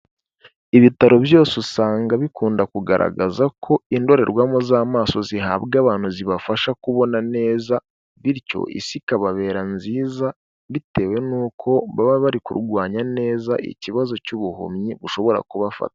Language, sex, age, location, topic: Kinyarwanda, male, 18-24, Kigali, health